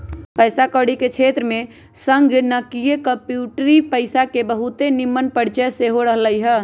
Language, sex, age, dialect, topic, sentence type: Magahi, female, 25-30, Western, banking, statement